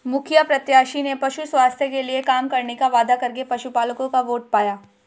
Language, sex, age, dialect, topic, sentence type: Hindi, female, 18-24, Marwari Dhudhari, agriculture, statement